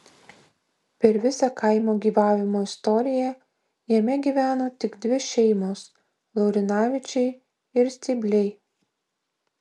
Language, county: Lithuanian, Vilnius